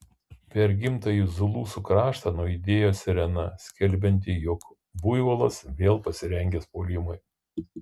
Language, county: Lithuanian, Kaunas